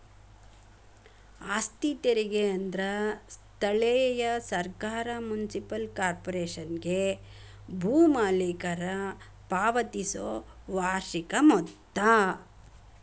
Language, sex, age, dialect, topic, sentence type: Kannada, female, 56-60, Dharwad Kannada, banking, statement